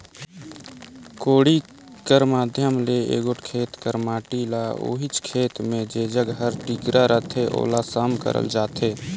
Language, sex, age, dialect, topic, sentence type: Chhattisgarhi, male, 18-24, Northern/Bhandar, agriculture, statement